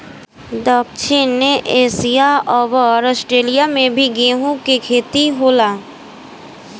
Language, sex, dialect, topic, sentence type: Bhojpuri, female, Southern / Standard, agriculture, statement